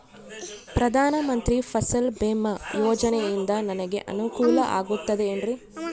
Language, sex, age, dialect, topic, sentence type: Kannada, female, 25-30, Central, agriculture, question